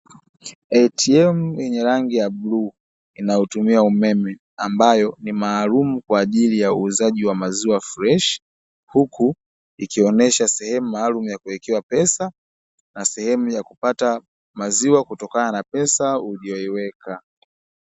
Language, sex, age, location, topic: Swahili, male, 18-24, Dar es Salaam, finance